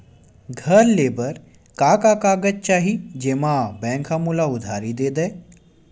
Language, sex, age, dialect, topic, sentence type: Chhattisgarhi, male, 18-24, Western/Budati/Khatahi, banking, question